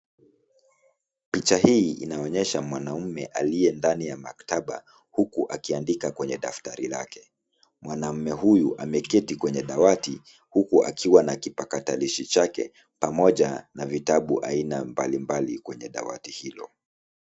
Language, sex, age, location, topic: Swahili, male, 25-35, Nairobi, education